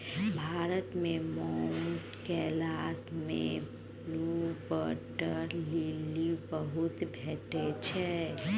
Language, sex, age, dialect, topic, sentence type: Maithili, female, 36-40, Bajjika, agriculture, statement